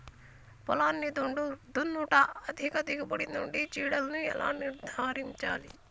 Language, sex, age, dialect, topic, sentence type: Telugu, female, 25-30, Telangana, agriculture, question